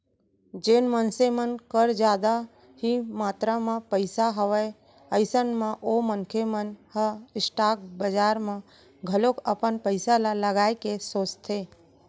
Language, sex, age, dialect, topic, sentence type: Chhattisgarhi, female, 31-35, Central, banking, statement